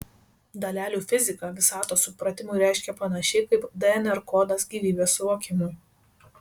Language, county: Lithuanian, Šiauliai